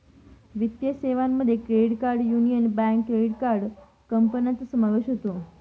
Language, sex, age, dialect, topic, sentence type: Marathi, female, 18-24, Northern Konkan, banking, statement